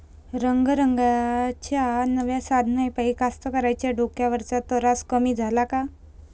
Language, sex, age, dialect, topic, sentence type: Marathi, female, 25-30, Varhadi, agriculture, question